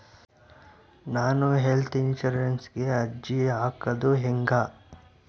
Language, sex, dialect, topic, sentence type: Kannada, male, Central, banking, question